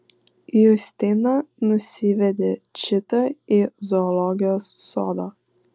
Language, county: Lithuanian, Vilnius